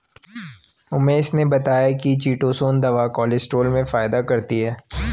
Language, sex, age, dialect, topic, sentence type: Hindi, male, 18-24, Garhwali, agriculture, statement